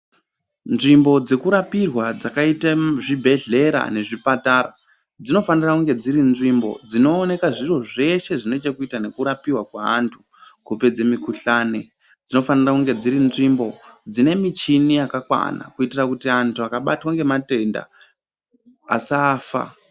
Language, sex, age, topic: Ndau, male, 18-24, health